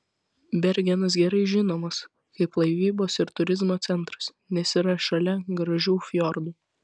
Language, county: Lithuanian, Vilnius